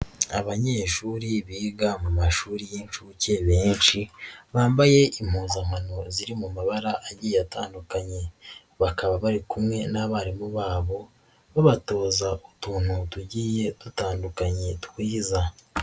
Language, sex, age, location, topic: Kinyarwanda, female, 18-24, Nyagatare, education